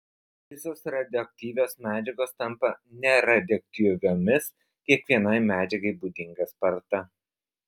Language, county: Lithuanian, Alytus